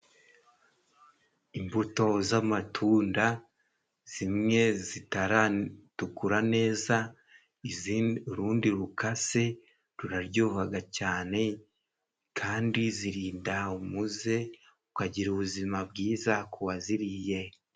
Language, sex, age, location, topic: Kinyarwanda, male, 18-24, Musanze, agriculture